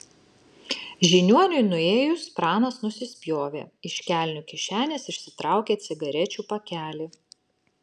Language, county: Lithuanian, Šiauliai